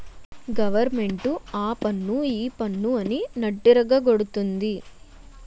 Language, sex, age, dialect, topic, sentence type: Telugu, female, 56-60, Utterandhra, banking, statement